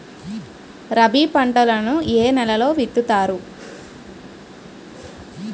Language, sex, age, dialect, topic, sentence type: Telugu, female, 46-50, Utterandhra, agriculture, question